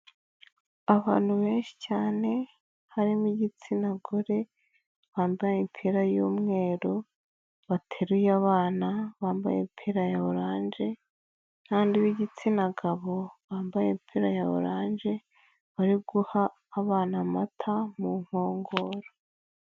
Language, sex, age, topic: Kinyarwanda, female, 25-35, health